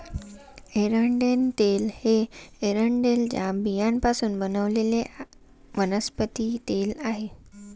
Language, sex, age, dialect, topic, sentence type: Marathi, female, 18-24, Northern Konkan, agriculture, statement